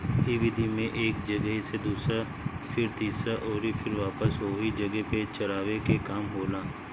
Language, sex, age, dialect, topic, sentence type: Bhojpuri, male, 31-35, Northern, agriculture, statement